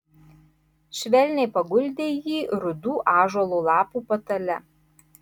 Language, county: Lithuanian, Marijampolė